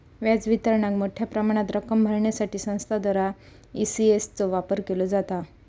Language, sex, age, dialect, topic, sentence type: Marathi, female, 18-24, Southern Konkan, banking, statement